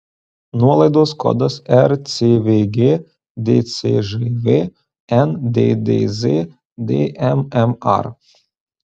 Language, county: Lithuanian, Marijampolė